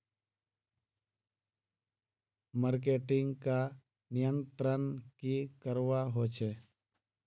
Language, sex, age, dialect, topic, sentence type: Magahi, male, 18-24, Northeastern/Surjapuri, agriculture, question